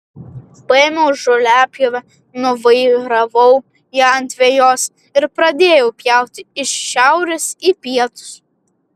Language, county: Lithuanian, Vilnius